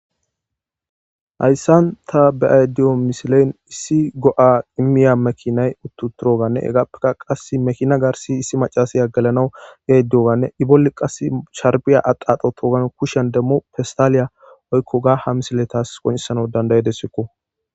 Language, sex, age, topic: Gamo, male, 18-24, government